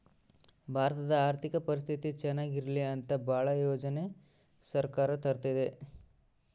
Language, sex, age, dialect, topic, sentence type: Kannada, male, 18-24, Central, banking, statement